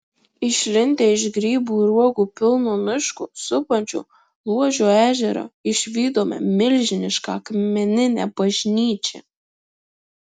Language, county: Lithuanian, Marijampolė